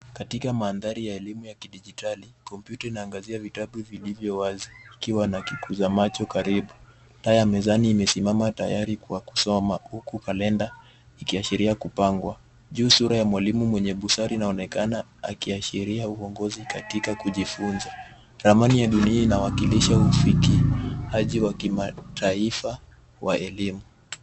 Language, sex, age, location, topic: Swahili, male, 18-24, Nairobi, education